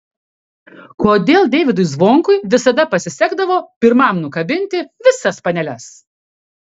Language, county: Lithuanian, Kaunas